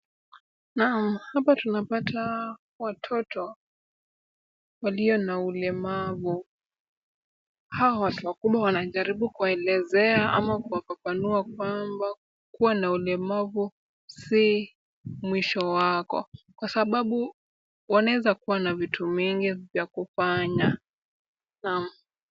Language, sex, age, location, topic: Swahili, female, 18-24, Kisumu, education